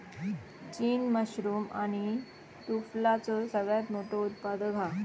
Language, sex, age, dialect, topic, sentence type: Marathi, female, 18-24, Southern Konkan, agriculture, statement